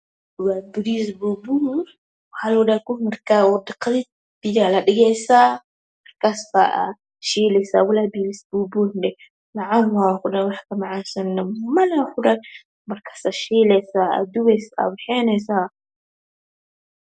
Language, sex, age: Somali, male, 18-24